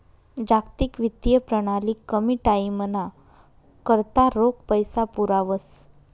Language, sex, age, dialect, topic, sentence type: Marathi, female, 25-30, Northern Konkan, banking, statement